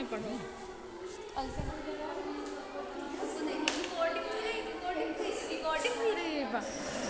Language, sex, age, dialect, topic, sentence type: Hindi, female, 18-24, Marwari Dhudhari, banking, question